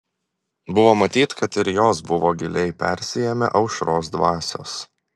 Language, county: Lithuanian, Klaipėda